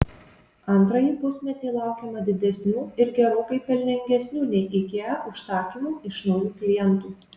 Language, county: Lithuanian, Marijampolė